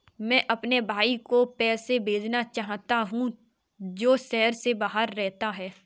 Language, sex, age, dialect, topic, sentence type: Hindi, female, 18-24, Kanauji Braj Bhasha, banking, statement